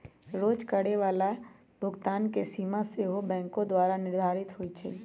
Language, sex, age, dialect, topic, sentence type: Magahi, male, 18-24, Western, banking, statement